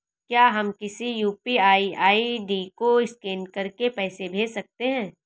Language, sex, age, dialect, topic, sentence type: Hindi, female, 18-24, Awadhi Bundeli, banking, question